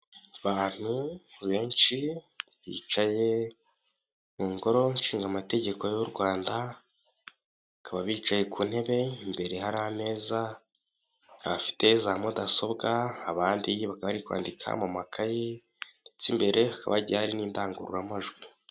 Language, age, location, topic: Kinyarwanda, 18-24, Kigali, government